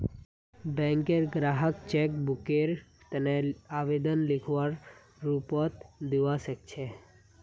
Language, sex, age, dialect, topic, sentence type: Magahi, male, 18-24, Northeastern/Surjapuri, banking, statement